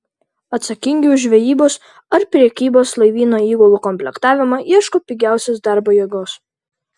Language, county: Lithuanian, Vilnius